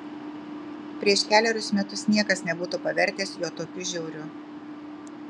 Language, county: Lithuanian, Kaunas